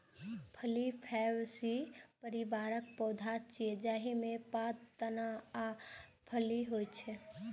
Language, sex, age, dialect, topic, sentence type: Maithili, female, 18-24, Eastern / Thethi, agriculture, statement